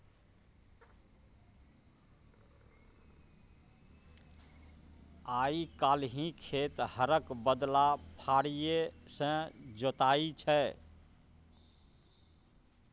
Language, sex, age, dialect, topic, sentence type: Maithili, male, 46-50, Bajjika, agriculture, statement